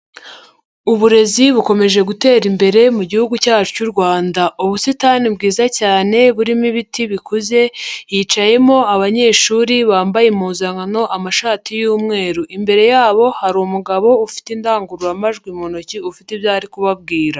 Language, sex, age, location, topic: Kinyarwanda, male, 50+, Nyagatare, education